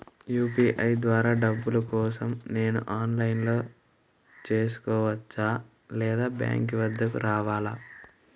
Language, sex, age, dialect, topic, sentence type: Telugu, male, 36-40, Central/Coastal, banking, question